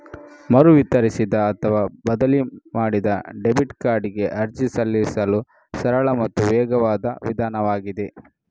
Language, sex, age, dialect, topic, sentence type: Kannada, male, 31-35, Coastal/Dakshin, banking, statement